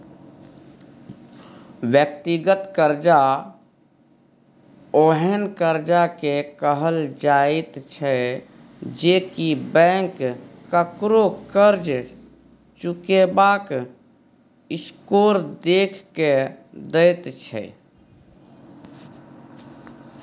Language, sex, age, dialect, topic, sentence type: Maithili, male, 36-40, Bajjika, banking, statement